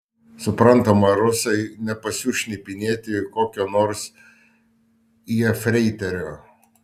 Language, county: Lithuanian, Šiauliai